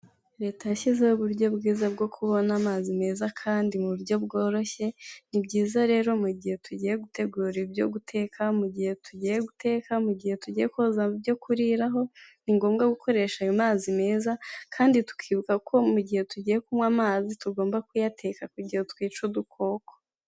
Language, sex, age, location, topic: Kinyarwanda, female, 18-24, Kigali, health